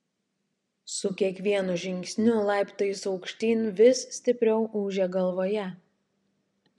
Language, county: Lithuanian, Šiauliai